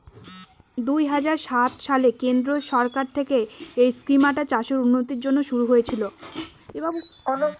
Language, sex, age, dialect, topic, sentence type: Bengali, female, 18-24, Northern/Varendri, agriculture, statement